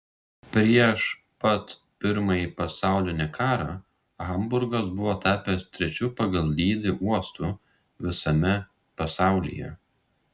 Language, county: Lithuanian, Šiauliai